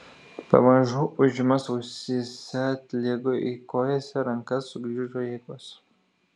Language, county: Lithuanian, Šiauliai